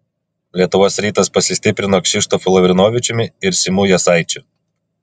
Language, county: Lithuanian, Klaipėda